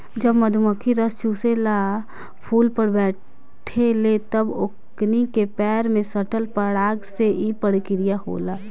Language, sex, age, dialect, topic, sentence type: Bhojpuri, female, 18-24, Southern / Standard, agriculture, statement